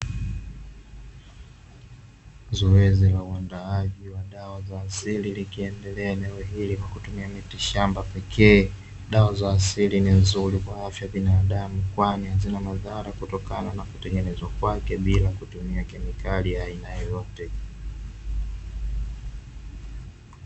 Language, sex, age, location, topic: Swahili, male, 25-35, Dar es Salaam, health